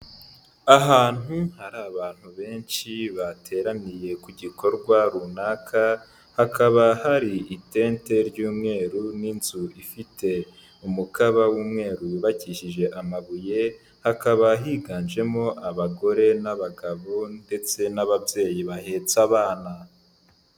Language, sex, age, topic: Kinyarwanda, male, 18-24, health